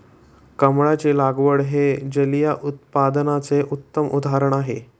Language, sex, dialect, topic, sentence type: Marathi, male, Standard Marathi, agriculture, statement